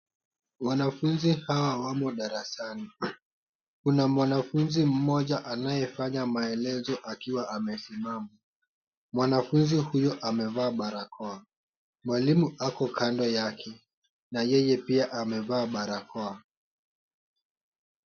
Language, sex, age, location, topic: Swahili, male, 18-24, Kisumu, health